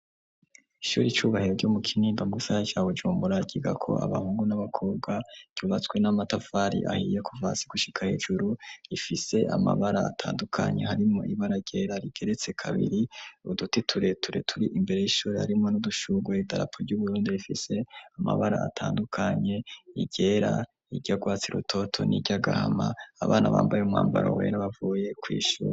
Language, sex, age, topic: Rundi, male, 25-35, education